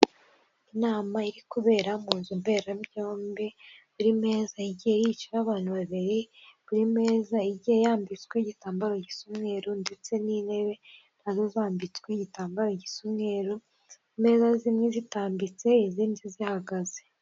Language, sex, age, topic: Kinyarwanda, female, 18-24, government